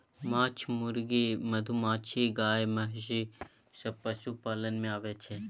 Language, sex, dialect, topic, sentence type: Maithili, male, Bajjika, agriculture, statement